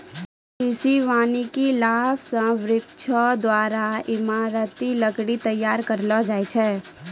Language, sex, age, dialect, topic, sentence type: Maithili, female, 18-24, Angika, agriculture, statement